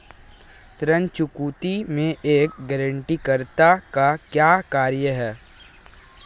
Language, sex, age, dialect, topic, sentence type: Hindi, male, 18-24, Marwari Dhudhari, banking, question